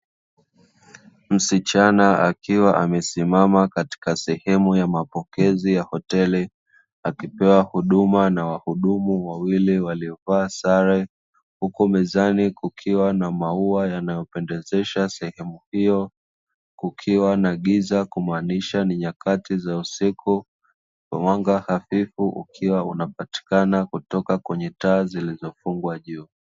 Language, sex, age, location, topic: Swahili, male, 25-35, Dar es Salaam, finance